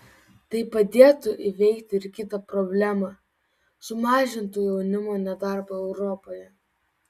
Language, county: Lithuanian, Vilnius